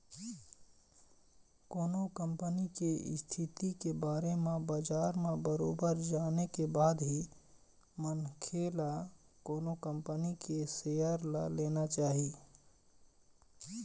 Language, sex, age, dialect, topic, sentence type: Chhattisgarhi, male, 31-35, Eastern, banking, statement